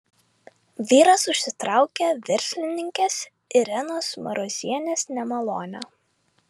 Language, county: Lithuanian, Vilnius